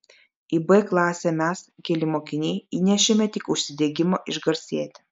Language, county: Lithuanian, Klaipėda